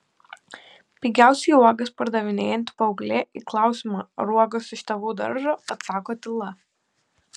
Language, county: Lithuanian, Panevėžys